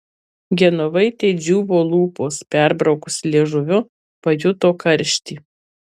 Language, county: Lithuanian, Marijampolė